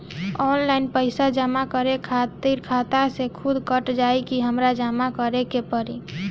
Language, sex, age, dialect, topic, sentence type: Bhojpuri, female, 25-30, Northern, banking, question